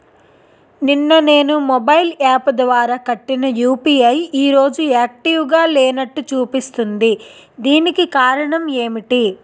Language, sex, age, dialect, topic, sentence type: Telugu, female, 56-60, Utterandhra, banking, question